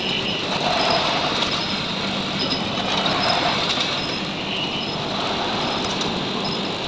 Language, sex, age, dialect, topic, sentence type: Maithili, male, 18-24, Bajjika, banking, statement